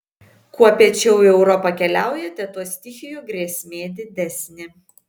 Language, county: Lithuanian, Vilnius